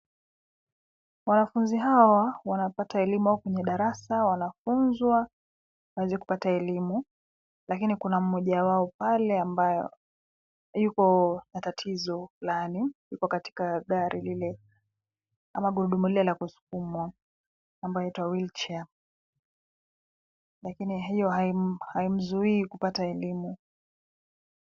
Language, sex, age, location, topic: Swahili, female, 25-35, Nairobi, education